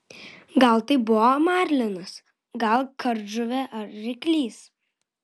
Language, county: Lithuanian, Vilnius